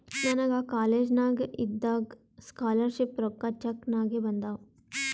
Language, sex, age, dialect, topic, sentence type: Kannada, female, 18-24, Northeastern, banking, statement